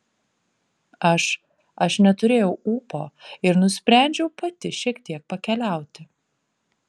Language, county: Lithuanian, Panevėžys